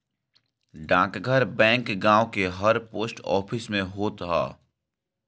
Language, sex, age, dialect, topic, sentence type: Bhojpuri, male, 18-24, Northern, banking, statement